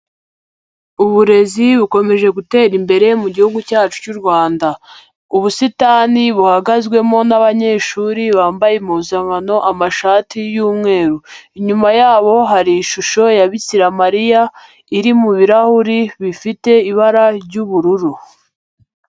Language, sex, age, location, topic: Kinyarwanda, female, 18-24, Huye, education